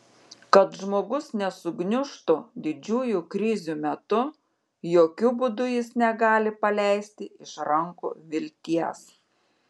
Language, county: Lithuanian, Panevėžys